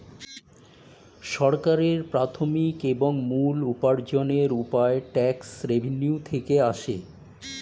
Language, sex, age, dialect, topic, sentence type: Bengali, male, 51-55, Standard Colloquial, banking, statement